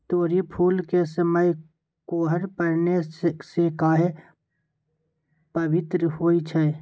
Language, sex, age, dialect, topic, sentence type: Magahi, male, 18-24, Western, agriculture, question